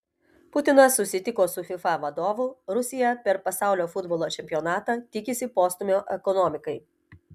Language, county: Lithuanian, Telšiai